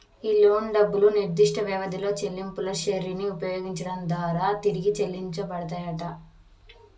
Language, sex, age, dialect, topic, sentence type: Telugu, female, 25-30, Telangana, banking, statement